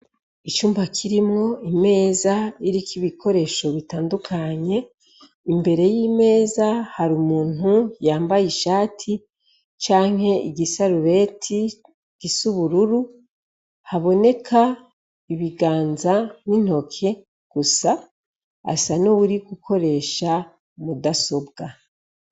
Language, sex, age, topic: Rundi, female, 36-49, education